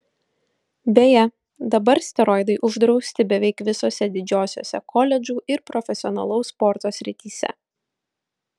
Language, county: Lithuanian, Utena